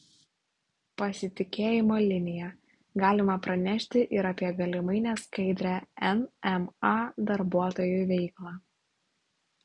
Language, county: Lithuanian, Klaipėda